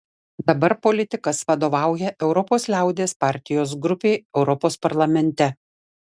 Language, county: Lithuanian, Šiauliai